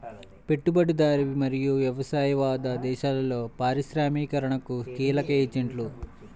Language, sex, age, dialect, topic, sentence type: Telugu, male, 18-24, Central/Coastal, banking, statement